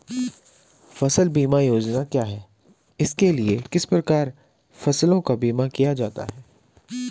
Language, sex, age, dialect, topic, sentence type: Hindi, male, 25-30, Garhwali, agriculture, question